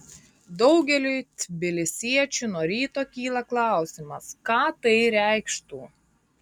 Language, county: Lithuanian, Marijampolė